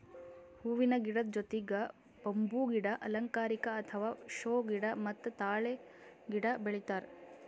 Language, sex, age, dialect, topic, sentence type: Kannada, female, 18-24, Northeastern, agriculture, statement